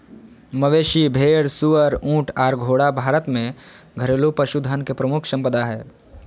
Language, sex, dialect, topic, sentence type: Magahi, female, Southern, agriculture, statement